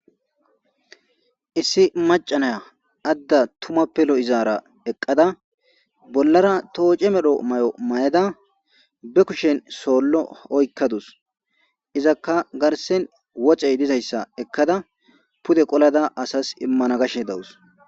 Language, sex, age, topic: Gamo, male, 25-35, government